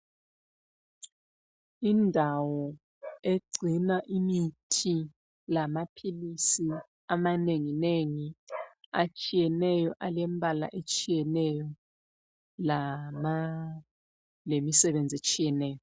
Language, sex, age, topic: North Ndebele, female, 25-35, health